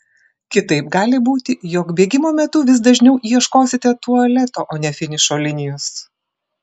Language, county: Lithuanian, Klaipėda